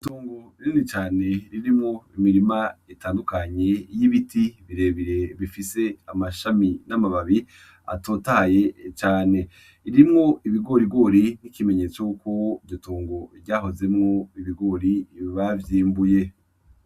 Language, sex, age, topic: Rundi, male, 25-35, agriculture